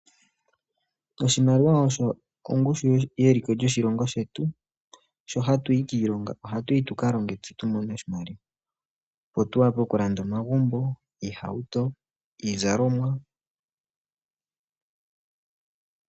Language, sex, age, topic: Oshiwambo, male, 25-35, finance